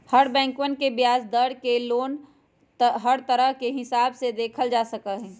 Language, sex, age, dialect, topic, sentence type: Magahi, female, 18-24, Western, banking, statement